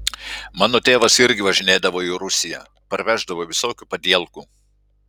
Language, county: Lithuanian, Klaipėda